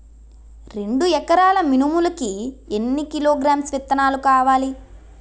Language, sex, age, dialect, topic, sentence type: Telugu, female, 18-24, Utterandhra, agriculture, question